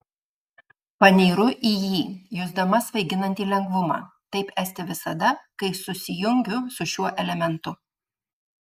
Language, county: Lithuanian, Marijampolė